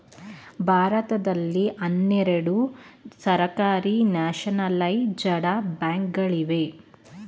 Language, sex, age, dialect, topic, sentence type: Kannada, female, 25-30, Mysore Kannada, banking, statement